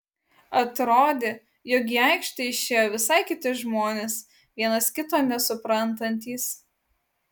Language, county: Lithuanian, Utena